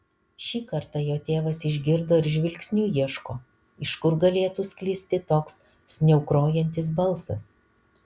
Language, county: Lithuanian, Alytus